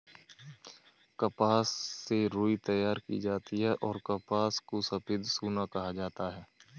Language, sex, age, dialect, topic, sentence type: Hindi, male, 18-24, Kanauji Braj Bhasha, agriculture, statement